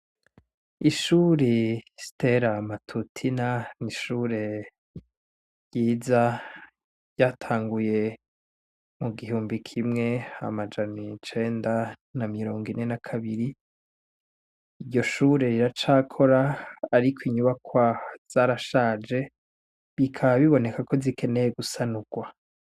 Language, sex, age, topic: Rundi, male, 25-35, education